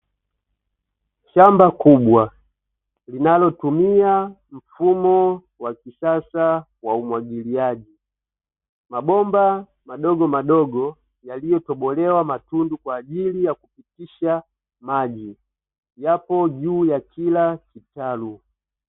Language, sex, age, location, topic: Swahili, male, 25-35, Dar es Salaam, agriculture